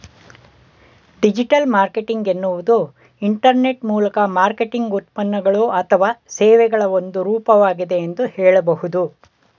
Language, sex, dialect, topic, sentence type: Kannada, male, Mysore Kannada, banking, statement